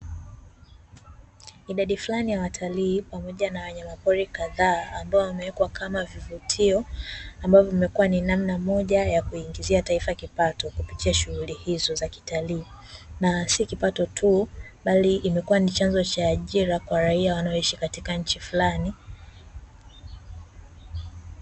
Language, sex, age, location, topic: Swahili, female, 18-24, Dar es Salaam, agriculture